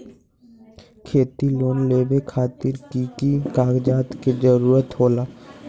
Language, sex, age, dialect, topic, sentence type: Magahi, male, 18-24, Western, banking, question